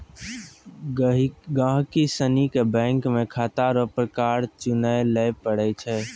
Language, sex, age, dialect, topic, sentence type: Maithili, male, 18-24, Angika, banking, statement